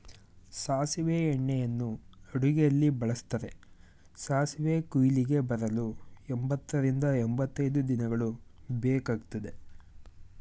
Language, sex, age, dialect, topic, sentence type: Kannada, male, 18-24, Mysore Kannada, agriculture, statement